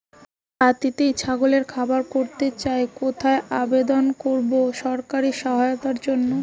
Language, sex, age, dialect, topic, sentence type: Bengali, female, 18-24, Rajbangshi, agriculture, question